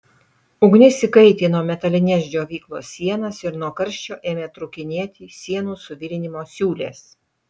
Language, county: Lithuanian, Utena